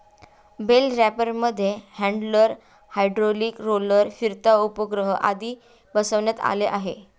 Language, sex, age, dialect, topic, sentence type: Marathi, female, 31-35, Standard Marathi, agriculture, statement